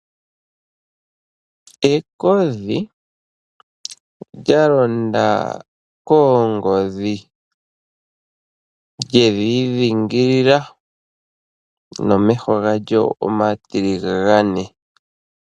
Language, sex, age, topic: Oshiwambo, male, 25-35, agriculture